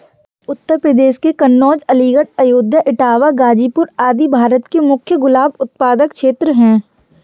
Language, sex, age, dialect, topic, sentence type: Hindi, female, 51-55, Kanauji Braj Bhasha, agriculture, statement